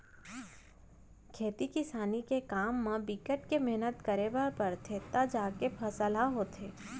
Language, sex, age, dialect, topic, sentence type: Chhattisgarhi, female, 25-30, Central, agriculture, statement